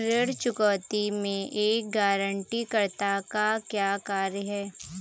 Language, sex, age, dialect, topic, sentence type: Hindi, female, 18-24, Marwari Dhudhari, banking, question